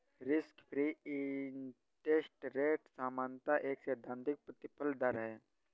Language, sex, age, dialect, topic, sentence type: Hindi, male, 31-35, Awadhi Bundeli, banking, statement